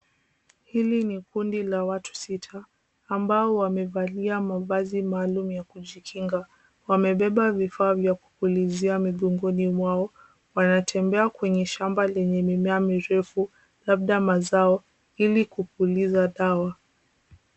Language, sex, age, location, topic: Swahili, female, 18-24, Kisumu, health